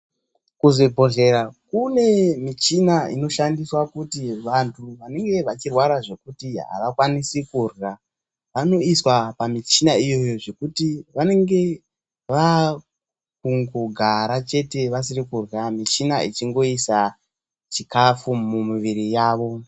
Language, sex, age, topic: Ndau, male, 18-24, health